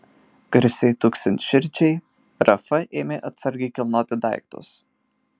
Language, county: Lithuanian, Marijampolė